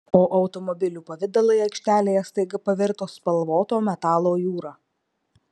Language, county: Lithuanian, Marijampolė